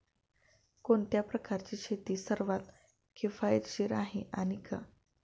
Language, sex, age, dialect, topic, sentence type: Marathi, female, 25-30, Standard Marathi, agriculture, question